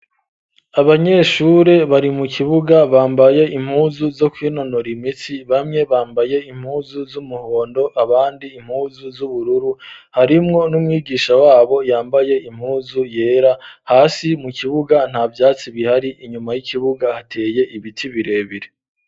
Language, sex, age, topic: Rundi, male, 25-35, education